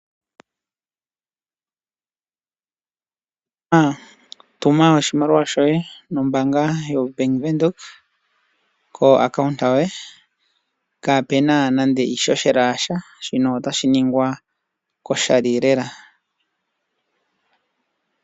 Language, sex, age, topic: Oshiwambo, male, 25-35, finance